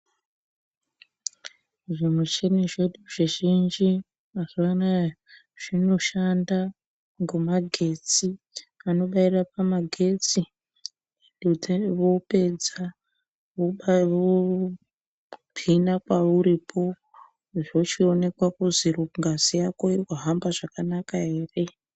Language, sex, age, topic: Ndau, male, 50+, health